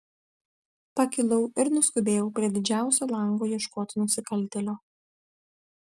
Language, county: Lithuanian, Vilnius